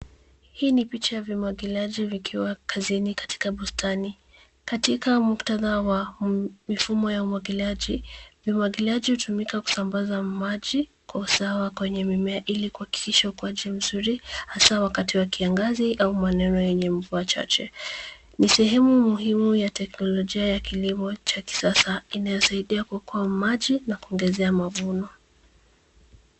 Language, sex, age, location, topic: Swahili, female, 25-35, Nairobi, agriculture